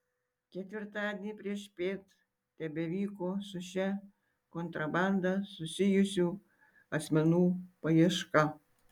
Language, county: Lithuanian, Tauragė